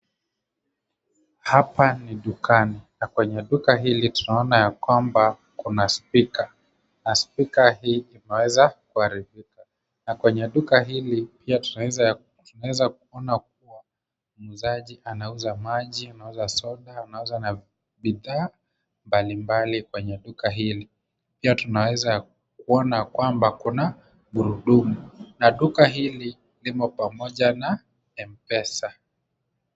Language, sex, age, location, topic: Swahili, male, 25-35, Kisumu, finance